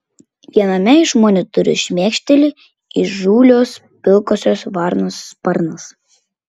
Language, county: Lithuanian, Klaipėda